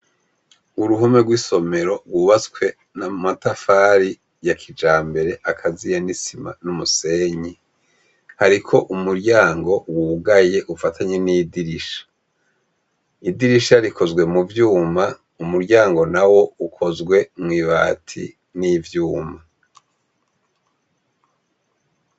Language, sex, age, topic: Rundi, male, 50+, education